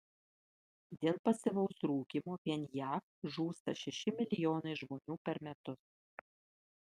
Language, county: Lithuanian, Kaunas